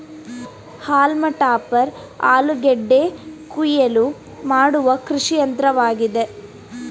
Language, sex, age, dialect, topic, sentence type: Kannada, female, 18-24, Mysore Kannada, agriculture, statement